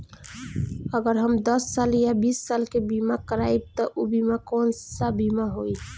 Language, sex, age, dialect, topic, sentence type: Bhojpuri, female, 18-24, Northern, banking, question